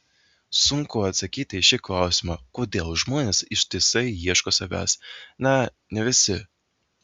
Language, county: Lithuanian, Vilnius